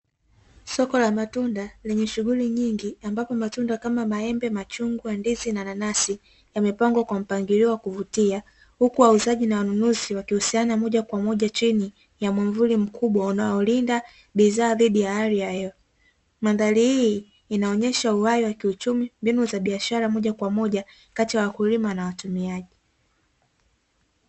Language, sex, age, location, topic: Swahili, female, 18-24, Dar es Salaam, finance